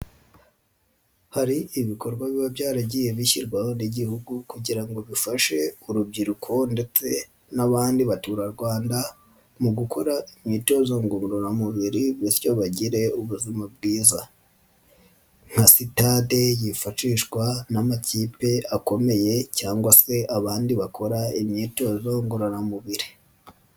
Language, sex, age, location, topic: Kinyarwanda, male, 25-35, Nyagatare, government